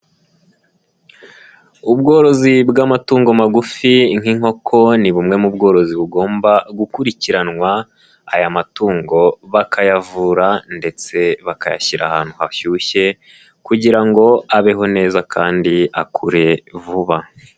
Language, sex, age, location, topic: Kinyarwanda, male, 18-24, Nyagatare, agriculture